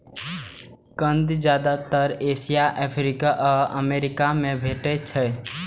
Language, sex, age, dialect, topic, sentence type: Maithili, male, 18-24, Eastern / Thethi, agriculture, statement